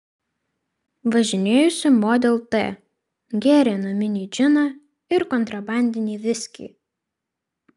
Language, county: Lithuanian, Vilnius